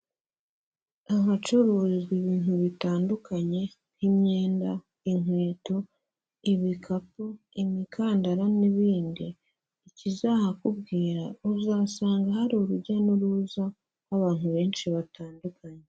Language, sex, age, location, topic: Kinyarwanda, female, 25-35, Huye, finance